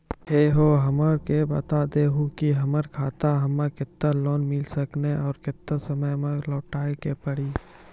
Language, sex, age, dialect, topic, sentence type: Maithili, male, 18-24, Angika, banking, question